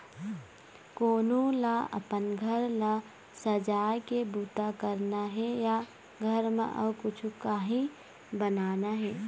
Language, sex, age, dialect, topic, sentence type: Chhattisgarhi, female, 18-24, Eastern, banking, statement